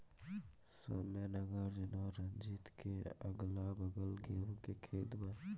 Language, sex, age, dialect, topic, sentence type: Bhojpuri, male, 18-24, Southern / Standard, agriculture, question